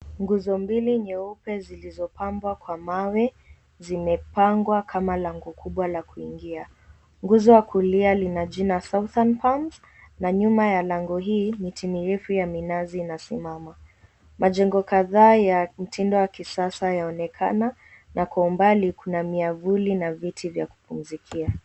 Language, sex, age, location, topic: Swahili, female, 18-24, Mombasa, government